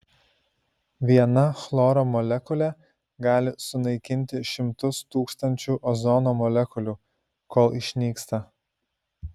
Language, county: Lithuanian, Šiauliai